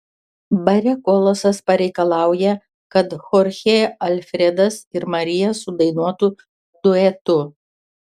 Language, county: Lithuanian, Panevėžys